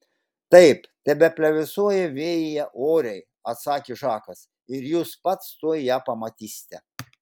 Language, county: Lithuanian, Klaipėda